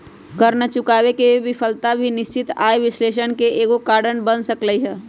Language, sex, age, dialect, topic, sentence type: Magahi, female, 31-35, Western, banking, statement